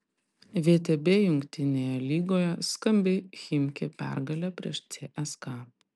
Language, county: Lithuanian, Panevėžys